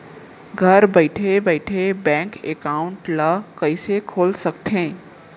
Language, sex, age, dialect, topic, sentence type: Chhattisgarhi, female, 18-24, Central, banking, question